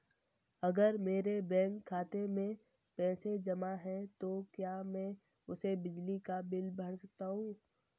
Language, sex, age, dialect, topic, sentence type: Hindi, male, 18-24, Marwari Dhudhari, banking, question